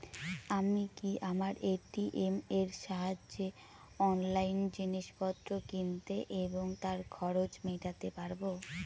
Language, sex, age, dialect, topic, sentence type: Bengali, female, 18-24, Northern/Varendri, banking, question